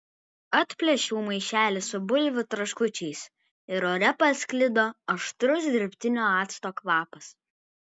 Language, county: Lithuanian, Kaunas